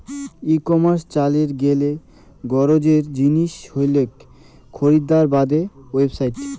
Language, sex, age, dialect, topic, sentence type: Bengali, male, 18-24, Rajbangshi, agriculture, statement